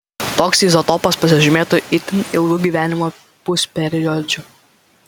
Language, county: Lithuanian, Vilnius